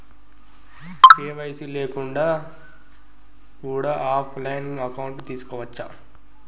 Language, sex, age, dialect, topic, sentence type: Telugu, male, 18-24, Telangana, banking, question